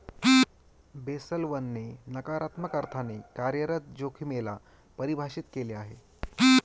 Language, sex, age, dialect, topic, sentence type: Marathi, male, 25-30, Northern Konkan, banking, statement